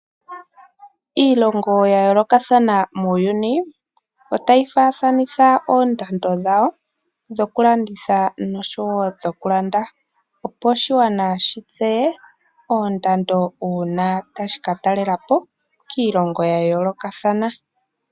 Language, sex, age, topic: Oshiwambo, male, 18-24, finance